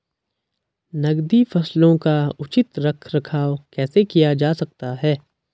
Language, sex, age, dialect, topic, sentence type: Hindi, male, 41-45, Garhwali, agriculture, question